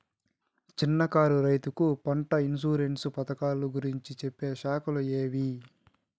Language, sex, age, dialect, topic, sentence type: Telugu, male, 36-40, Southern, agriculture, question